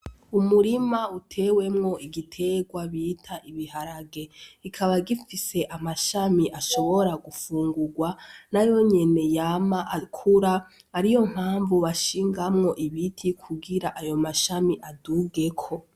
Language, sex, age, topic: Rundi, female, 18-24, agriculture